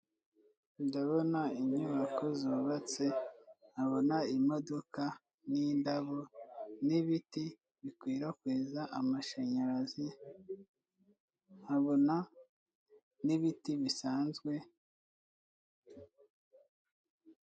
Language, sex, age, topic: Kinyarwanda, male, 25-35, government